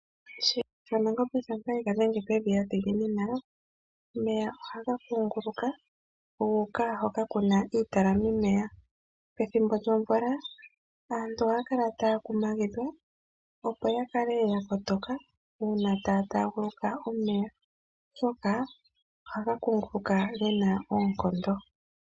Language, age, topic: Oshiwambo, 36-49, agriculture